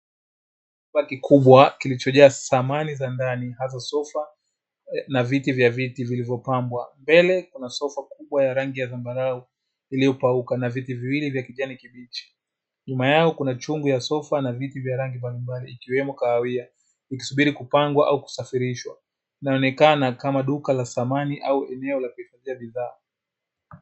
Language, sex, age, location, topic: Swahili, male, 25-35, Dar es Salaam, finance